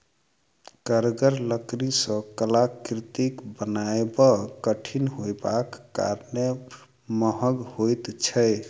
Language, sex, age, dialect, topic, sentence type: Maithili, male, 36-40, Southern/Standard, agriculture, statement